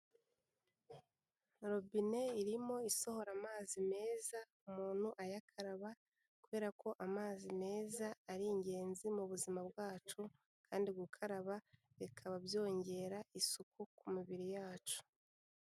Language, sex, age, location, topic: Kinyarwanda, female, 18-24, Kigali, health